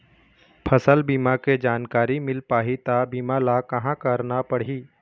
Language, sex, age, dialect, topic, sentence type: Chhattisgarhi, male, 25-30, Eastern, agriculture, question